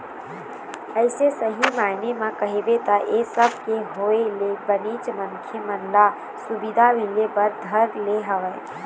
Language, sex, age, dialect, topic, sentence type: Chhattisgarhi, female, 51-55, Eastern, banking, statement